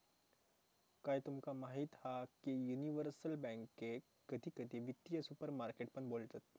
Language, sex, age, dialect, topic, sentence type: Marathi, male, 18-24, Southern Konkan, banking, statement